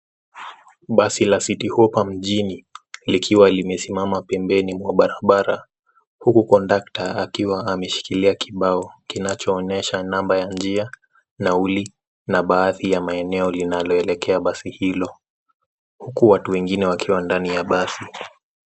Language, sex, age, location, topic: Swahili, male, 18-24, Nairobi, government